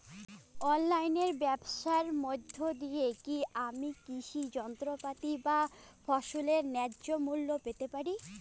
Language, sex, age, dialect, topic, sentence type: Bengali, female, 25-30, Rajbangshi, agriculture, question